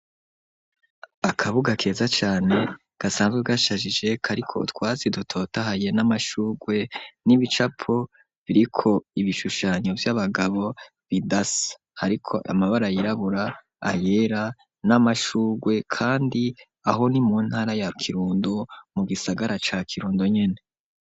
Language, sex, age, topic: Rundi, male, 25-35, education